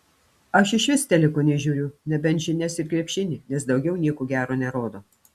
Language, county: Lithuanian, Telšiai